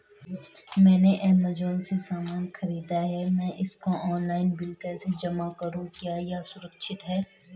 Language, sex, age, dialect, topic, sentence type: Hindi, female, 25-30, Garhwali, banking, question